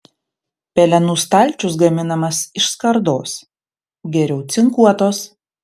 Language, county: Lithuanian, Panevėžys